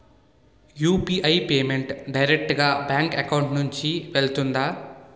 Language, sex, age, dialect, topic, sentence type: Telugu, male, 18-24, Utterandhra, banking, question